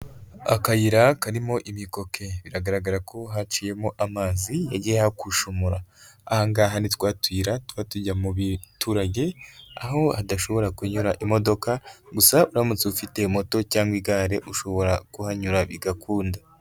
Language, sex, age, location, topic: Kinyarwanda, male, 36-49, Nyagatare, government